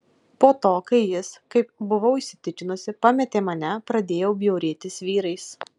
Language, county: Lithuanian, Kaunas